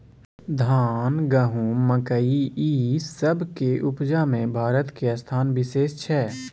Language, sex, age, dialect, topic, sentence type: Maithili, male, 18-24, Bajjika, agriculture, statement